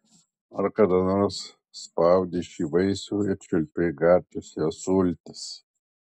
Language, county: Lithuanian, Alytus